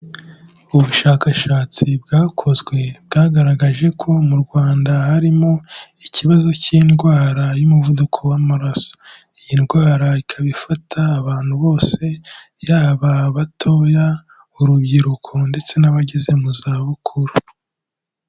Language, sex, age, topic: Kinyarwanda, male, 18-24, health